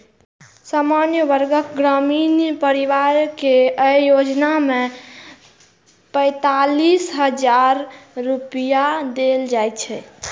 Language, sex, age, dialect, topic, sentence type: Maithili, female, 18-24, Eastern / Thethi, agriculture, statement